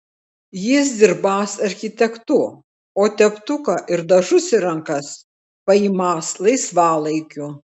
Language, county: Lithuanian, Klaipėda